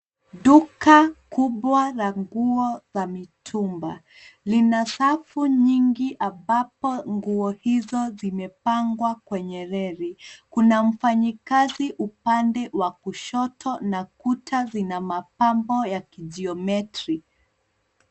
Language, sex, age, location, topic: Swahili, female, 25-35, Nairobi, finance